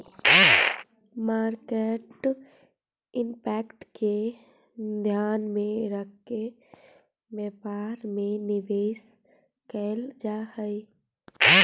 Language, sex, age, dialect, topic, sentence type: Magahi, female, 25-30, Central/Standard, banking, statement